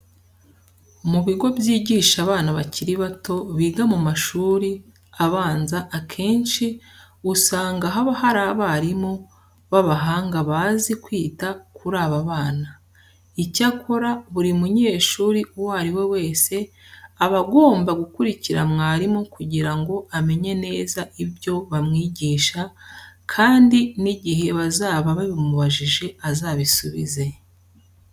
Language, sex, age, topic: Kinyarwanda, female, 36-49, education